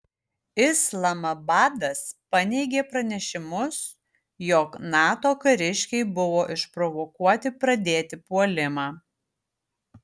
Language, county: Lithuanian, Utena